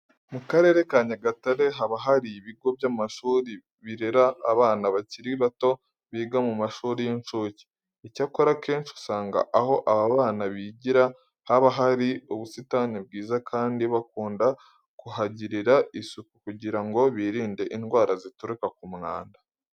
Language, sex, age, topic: Kinyarwanda, male, 18-24, education